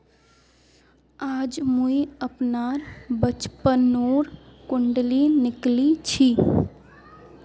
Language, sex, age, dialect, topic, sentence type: Magahi, female, 18-24, Northeastern/Surjapuri, banking, statement